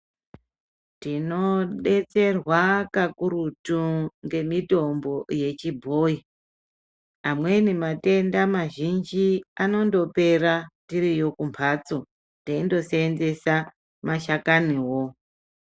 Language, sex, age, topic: Ndau, male, 25-35, health